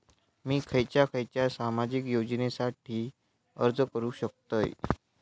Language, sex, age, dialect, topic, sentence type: Marathi, male, 25-30, Southern Konkan, banking, question